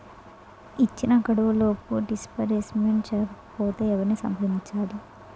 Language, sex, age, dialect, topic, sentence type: Telugu, female, 18-24, Utterandhra, banking, question